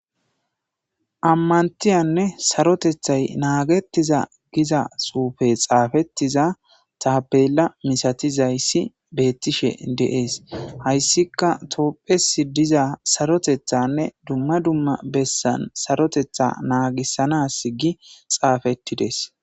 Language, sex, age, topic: Gamo, male, 25-35, government